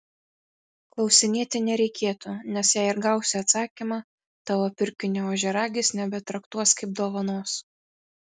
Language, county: Lithuanian, Kaunas